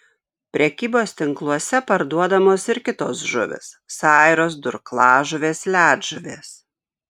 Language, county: Lithuanian, Šiauliai